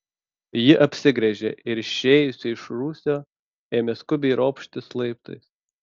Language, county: Lithuanian, Panevėžys